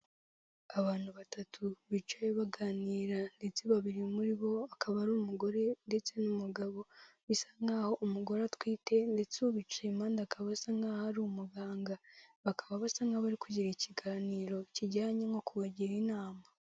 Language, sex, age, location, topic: Kinyarwanda, female, 18-24, Kigali, health